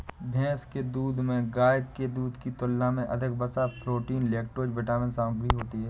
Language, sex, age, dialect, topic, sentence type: Hindi, male, 18-24, Awadhi Bundeli, agriculture, statement